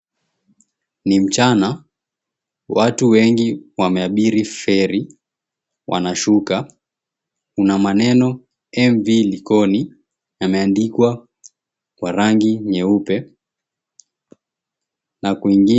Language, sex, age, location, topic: Swahili, male, 18-24, Mombasa, government